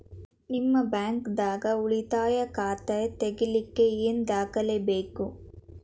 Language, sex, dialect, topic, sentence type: Kannada, female, Dharwad Kannada, banking, question